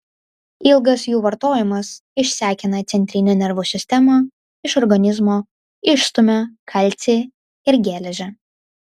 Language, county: Lithuanian, Vilnius